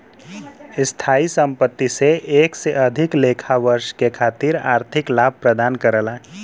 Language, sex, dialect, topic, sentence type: Bhojpuri, male, Western, banking, statement